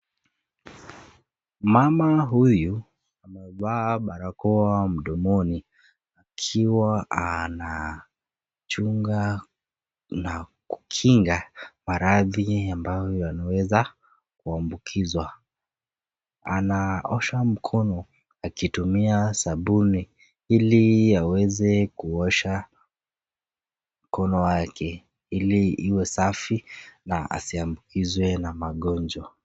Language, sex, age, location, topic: Swahili, female, 36-49, Nakuru, health